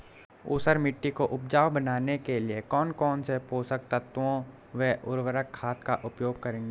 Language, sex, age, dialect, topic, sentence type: Hindi, male, 18-24, Garhwali, agriculture, question